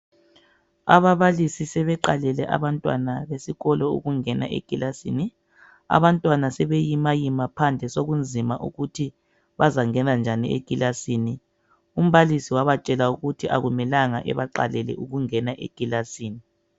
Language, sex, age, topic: North Ndebele, male, 36-49, education